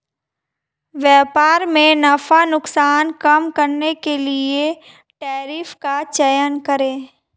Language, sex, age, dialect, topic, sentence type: Hindi, female, 18-24, Marwari Dhudhari, banking, statement